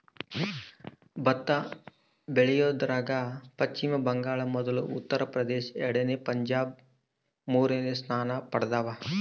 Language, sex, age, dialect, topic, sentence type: Kannada, male, 25-30, Central, agriculture, statement